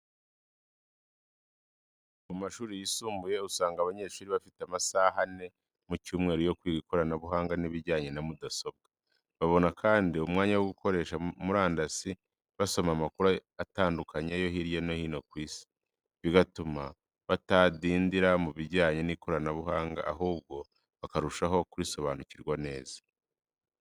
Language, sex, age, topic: Kinyarwanda, female, 25-35, education